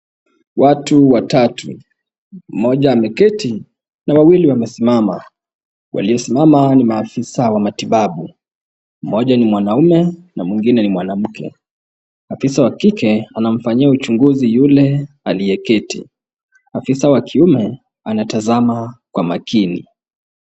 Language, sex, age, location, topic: Swahili, male, 25-35, Kisumu, health